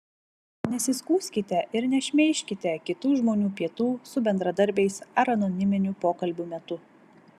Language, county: Lithuanian, Vilnius